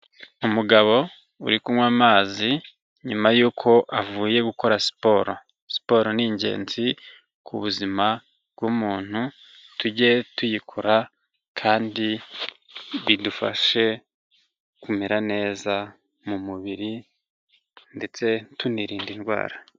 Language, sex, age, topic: Kinyarwanda, male, 25-35, health